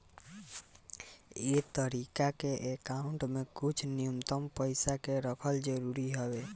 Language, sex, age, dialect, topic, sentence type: Bhojpuri, male, 18-24, Southern / Standard, banking, statement